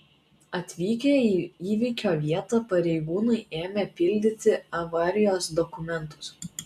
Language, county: Lithuanian, Vilnius